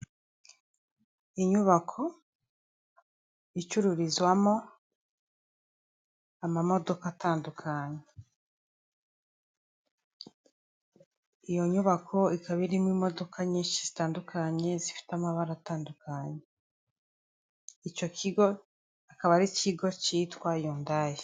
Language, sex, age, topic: Kinyarwanda, female, 25-35, finance